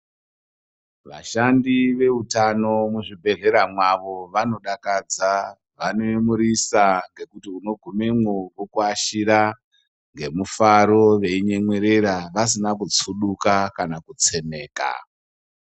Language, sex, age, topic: Ndau, male, 36-49, health